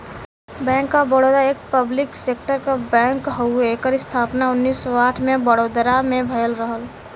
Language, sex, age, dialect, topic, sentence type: Bhojpuri, female, 18-24, Western, banking, statement